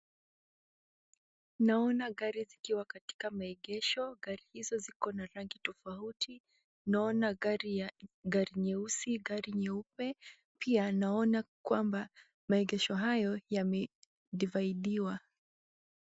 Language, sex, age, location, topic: Swahili, female, 18-24, Kisii, finance